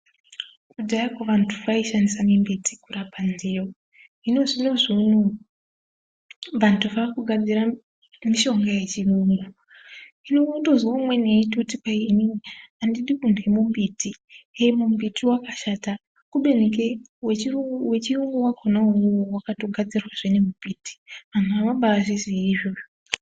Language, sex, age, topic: Ndau, female, 25-35, health